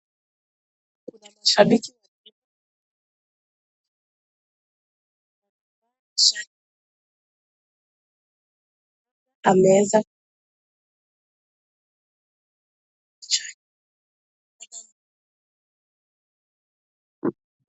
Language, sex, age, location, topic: Swahili, female, 18-24, Nakuru, government